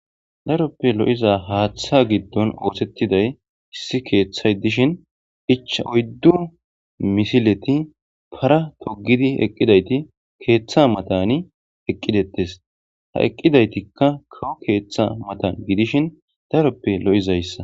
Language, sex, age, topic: Gamo, male, 25-35, government